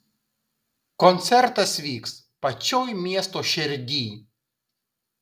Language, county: Lithuanian, Kaunas